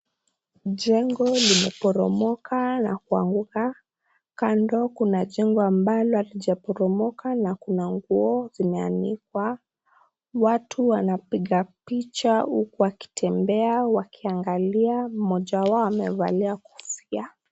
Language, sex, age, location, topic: Swahili, female, 18-24, Kisii, health